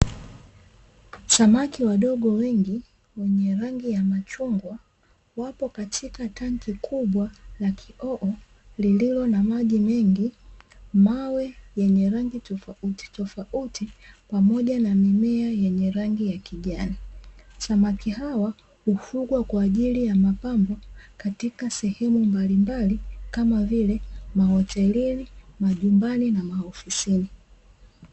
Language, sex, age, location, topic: Swahili, female, 25-35, Dar es Salaam, agriculture